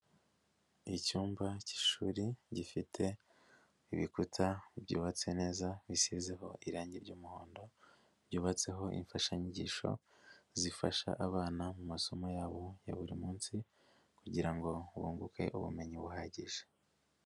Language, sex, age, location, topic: Kinyarwanda, male, 50+, Nyagatare, education